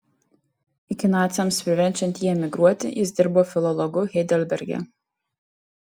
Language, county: Lithuanian, Tauragė